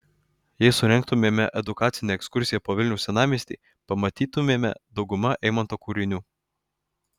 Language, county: Lithuanian, Alytus